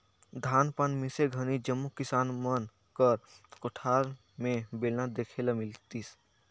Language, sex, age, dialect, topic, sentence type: Chhattisgarhi, male, 56-60, Northern/Bhandar, agriculture, statement